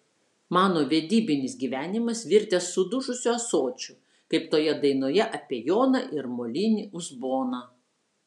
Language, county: Lithuanian, Vilnius